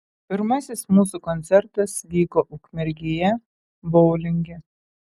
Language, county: Lithuanian, Telšiai